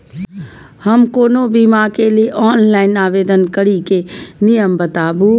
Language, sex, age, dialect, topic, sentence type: Maithili, female, 25-30, Eastern / Thethi, banking, question